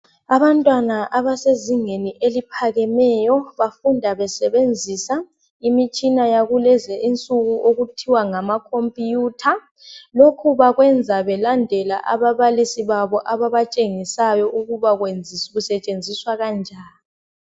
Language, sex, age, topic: North Ndebele, male, 25-35, education